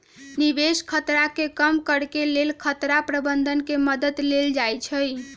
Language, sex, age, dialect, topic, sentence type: Magahi, female, 31-35, Western, banking, statement